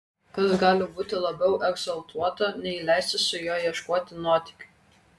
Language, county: Lithuanian, Kaunas